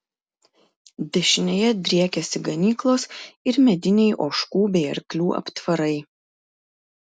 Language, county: Lithuanian, Klaipėda